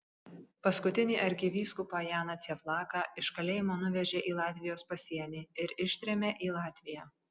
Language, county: Lithuanian, Kaunas